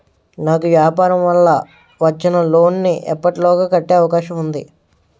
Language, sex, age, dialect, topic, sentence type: Telugu, male, 18-24, Utterandhra, banking, question